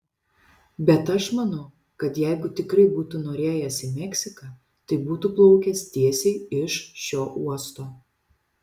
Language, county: Lithuanian, Šiauliai